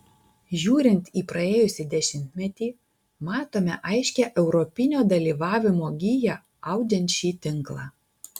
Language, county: Lithuanian, Alytus